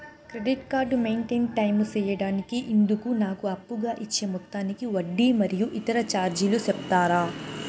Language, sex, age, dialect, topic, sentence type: Telugu, female, 56-60, Southern, banking, question